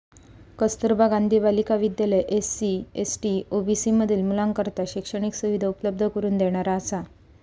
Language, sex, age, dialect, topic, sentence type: Marathi, female, 18-24, Southern Konkan, banking, statement